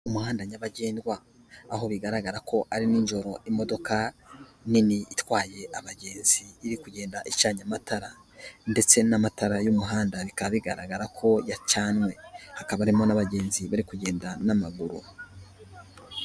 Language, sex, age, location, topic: Kinyarwanda, male, 18-24, Kigali, government